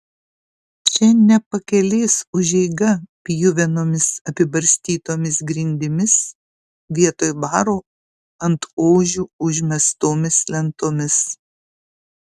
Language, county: Lithuanian, Kaunas